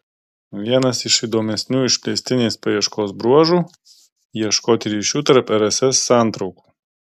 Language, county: Lithuanian, Marijampolė